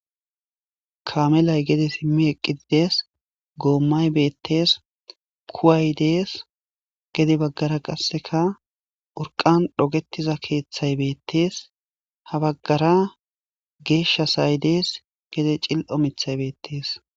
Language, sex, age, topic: Gamo, male, 18-24, government